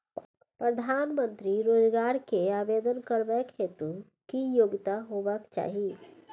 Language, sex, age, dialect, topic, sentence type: Maithili, female, 36-40, Bajjika, banking, question